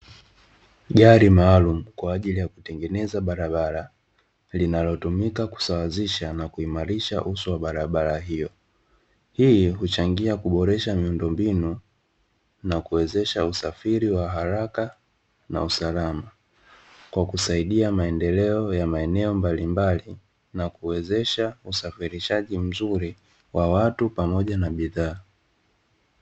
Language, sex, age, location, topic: Swahili, male, 25-35, Dar es Salaam, government